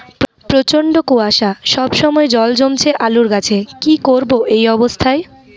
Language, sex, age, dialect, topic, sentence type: Bengali, female, 41-45, Rajbangshi, agriculture, question